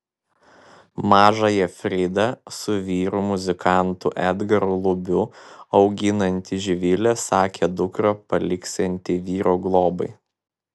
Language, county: Lithuanian, Vilnius